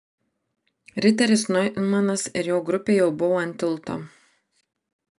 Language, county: Lithuanian, Marijampolė